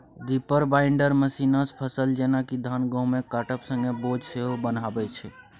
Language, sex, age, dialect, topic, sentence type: Maithili, male, 31-35, Bajjika, agriculture, statement